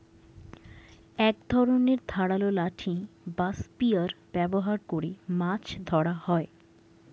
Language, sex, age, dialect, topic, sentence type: Bengali, female, 60-100, Standard Colloquial, agriculture, statement